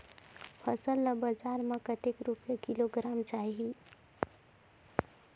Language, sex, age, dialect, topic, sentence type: Chhattisgarhi, female, 18-24, Northern/Bhandar, agriculture, question